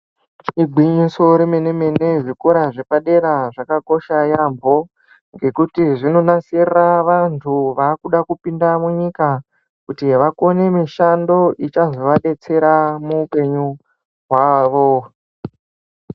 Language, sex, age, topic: Ndau, male, 50+, education